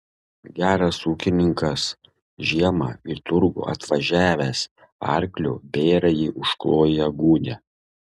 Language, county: Lithuanian, Šiauliai